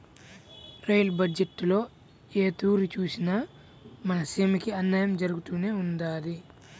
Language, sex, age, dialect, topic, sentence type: Telugu, male, 31-35, Central/Coastal, banking, statement